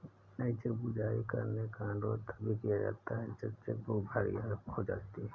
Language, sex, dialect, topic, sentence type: Hindi, male, Awadhi Bundeli, banking, statement